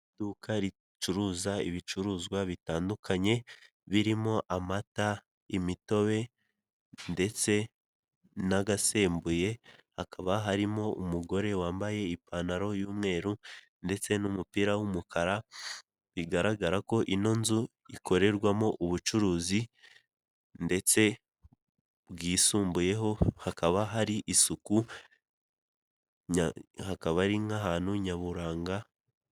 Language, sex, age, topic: Kinyarwanda, male, 18-24, finance